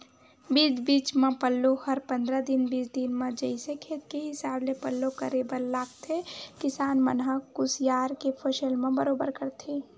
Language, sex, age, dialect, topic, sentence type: Chhattisgarhi, male, 18-24, Western/Budati/Khatahi, banking, statement